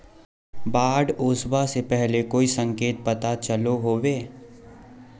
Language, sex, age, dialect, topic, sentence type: Magahi, male, 18-24, Northeastern/Surjapuri, agriculture, question